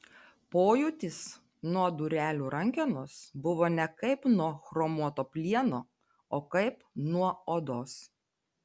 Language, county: Lithuanian, Telšiai